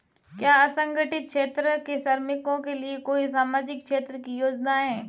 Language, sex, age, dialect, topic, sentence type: Hindi, female, 18-24, Marwari Dhudhari, banking, question